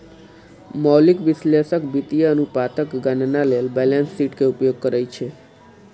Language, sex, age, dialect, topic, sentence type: Maithili, male, 25-30, Eastern / Thethi, banking, statement